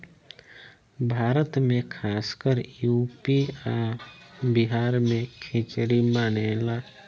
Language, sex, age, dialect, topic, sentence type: Bhojpuri, male, 18-24, Southern / Standard, agriculture, statement